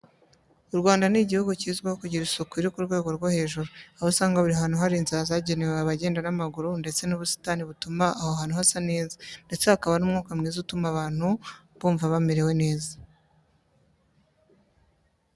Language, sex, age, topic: Kinyarwanda, female, 25-35, education